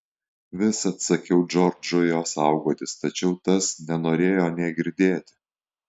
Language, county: Lithuanian, Alytus